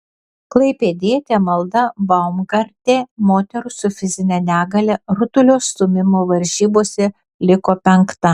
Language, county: Lithuanian, Vilnius